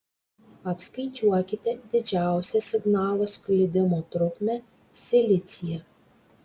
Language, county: Lithuanian, Vilnius